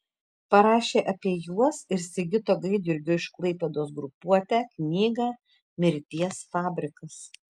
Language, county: Lithuanian, Tauragė